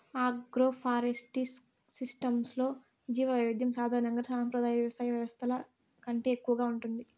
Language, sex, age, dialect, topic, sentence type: Telugu, female, 56-60, Southern, agriculture, statement